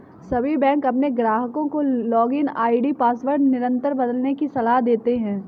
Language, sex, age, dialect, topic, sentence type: Hindi, female, 18-24, Kanauji Braj Bhasha, banking, statement